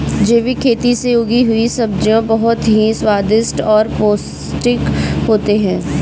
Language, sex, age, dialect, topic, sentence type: Hindi, female, 25-30, Kanauji Braj Bhasha, agriculture, statement